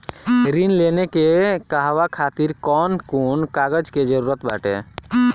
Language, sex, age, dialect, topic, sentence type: Bhojpuri, male, 18-24, Northern, banking, question